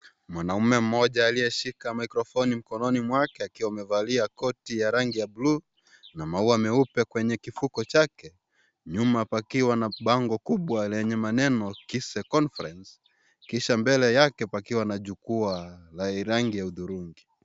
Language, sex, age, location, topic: Swahili, male, 18-24, Kisii, education